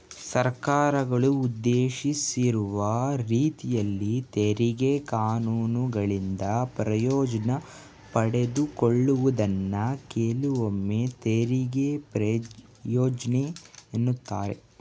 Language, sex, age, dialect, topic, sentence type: Kannada, male, 18-24, Mysore Kannada, banking, statement